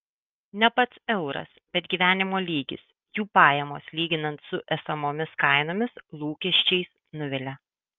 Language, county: Lithuanian, Kaunas